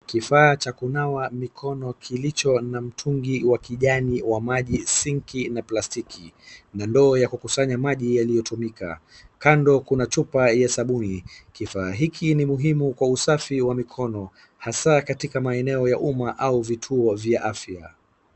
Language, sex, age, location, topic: Swahili, male, 36-49, Wajir, health